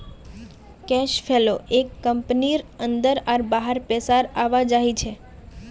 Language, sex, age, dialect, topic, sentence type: Magahi, female, 25-30, Northeastern/Surjapuri, banking, statement